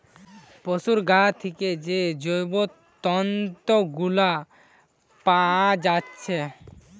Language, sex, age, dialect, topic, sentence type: Bengali, male, <18, Western, agriculture, statement